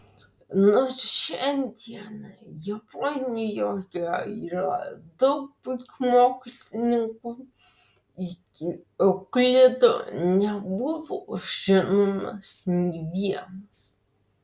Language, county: Lithuanian, Vilnius